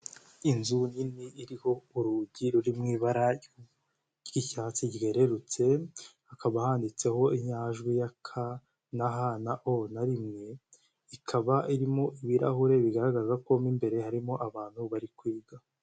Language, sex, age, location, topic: Kinyarwanda, male, 18-24, Nyagatare, education